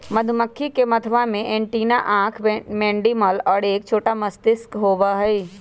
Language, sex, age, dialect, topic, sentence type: Magahi, male, 31-35, Western, agriculture, statement